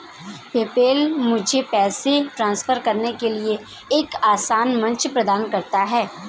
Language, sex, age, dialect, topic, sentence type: Hindi, female, 18-24, Kanauji Braj Bhasha, banking, statement